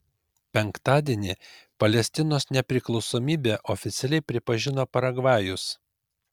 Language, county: Lithuanian, Kaunas